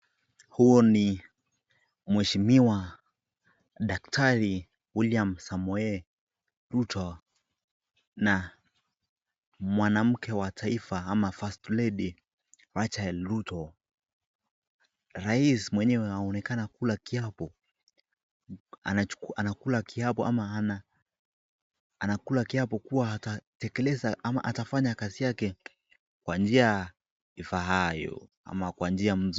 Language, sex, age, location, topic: Swahili, male, 18-24, Nakuru, government